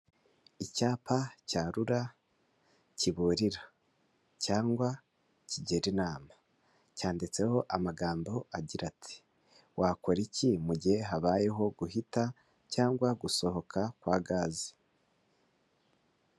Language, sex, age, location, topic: Kinyarwanda, male, 25-35, Kigali, government